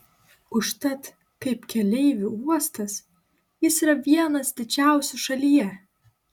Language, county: Lithuanian, Klaipėda